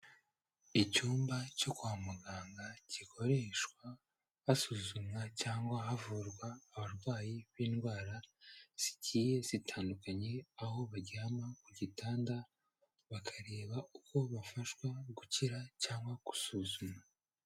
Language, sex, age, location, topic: Kinyarwanda, male, 18-24, Kigali, health